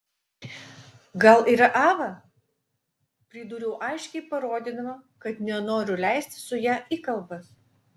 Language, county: Lithuanian, Utena